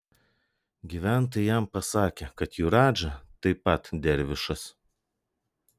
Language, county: Lithuanian, Vilnius